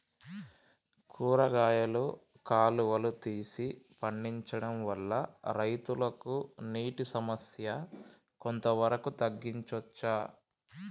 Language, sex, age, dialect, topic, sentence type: Telugu, male, 25-30, Telangana, agriculture, question